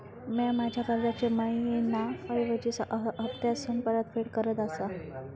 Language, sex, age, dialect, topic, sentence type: Marathi, female, 36-40, Southern Konkan, banking, statement